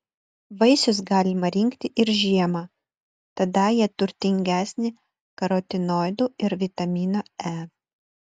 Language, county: Lithuanian, Utena